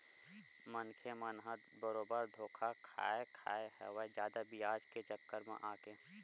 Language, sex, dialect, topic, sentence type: Chhattisgarhi, male, Western/Budati/Khatahi, banking, statement